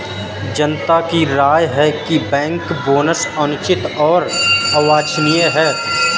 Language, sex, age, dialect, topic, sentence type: Hindi, male, 25-30, Awadhi Bundeli, banking, statement